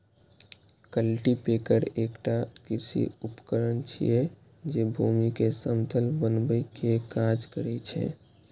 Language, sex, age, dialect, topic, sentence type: Maithili, male, 18-24, Eastern / Thethi, agriculture, statement